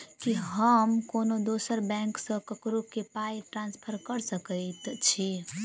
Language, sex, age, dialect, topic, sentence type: Maithili, female, 18-24, Southern/Standard, banking, statement